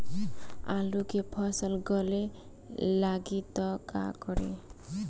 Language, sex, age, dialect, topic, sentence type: Bhojpuri, female, <18, Southern / Standard, agriculture, question